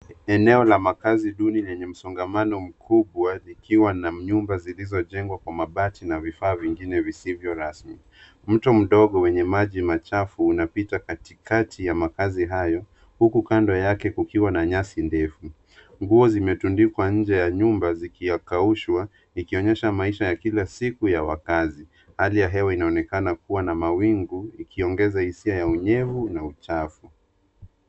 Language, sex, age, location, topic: Swahili, male, 25-35, Nairobi, government